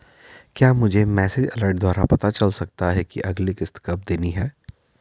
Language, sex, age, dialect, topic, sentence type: Hindi, male, 41-45, Garhwali, banking, question